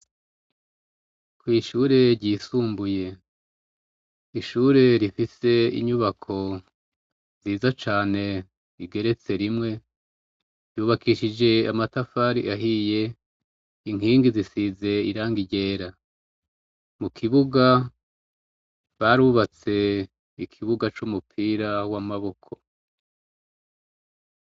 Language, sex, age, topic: Rundi, male, 36-49, education